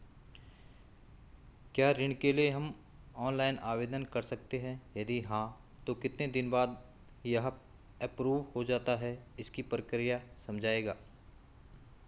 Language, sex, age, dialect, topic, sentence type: Hindi, male, 41-45, Garhwali, banking, question